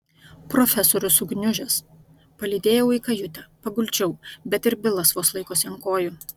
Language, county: Lithuanian, Vilnius